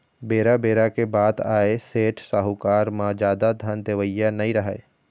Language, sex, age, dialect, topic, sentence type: Chhattisgarhi, male, 25-30, Eastern, banking, statement